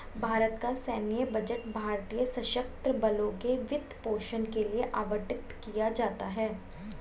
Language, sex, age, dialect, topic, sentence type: Hindi, female, 18-24, Hindustani Malvi Khadi Boli, banking, statement